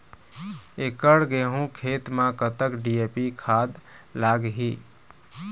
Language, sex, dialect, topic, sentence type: Chhattisgarhi, male, Eastern, agriculture, question